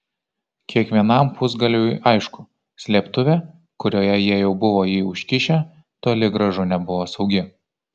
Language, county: Lithuanian, Kaunas